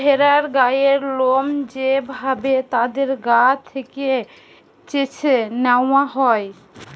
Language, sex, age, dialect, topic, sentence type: Bengali, female, 18-24, Western, agriculture, statement